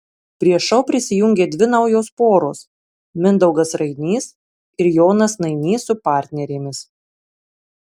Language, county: Lithuanian, Marijampolė